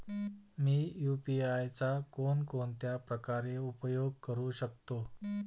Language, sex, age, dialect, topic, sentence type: Marathi, male, 41-45, Standard Marathi, banking, question